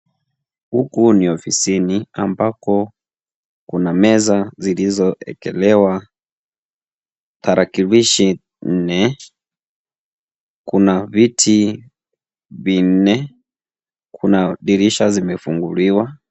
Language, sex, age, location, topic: Swahili, male, 18-24, Kisii, education